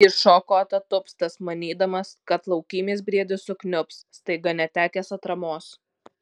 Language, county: Lithuanian, Alytus